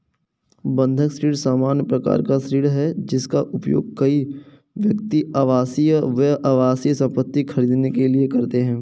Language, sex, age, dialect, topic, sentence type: Hindi, male, 18-24, Kanauji Braj Bhasha, banking, statement